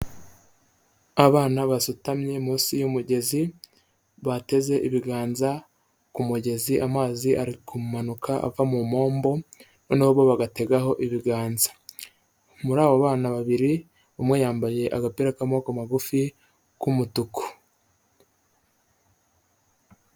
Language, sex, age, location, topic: Kinyarwanda, male, 25-35, Huye, health